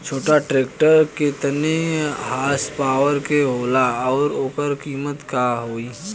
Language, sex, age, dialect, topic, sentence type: Bhojpuri, male, 25-30, Western, agriculture, question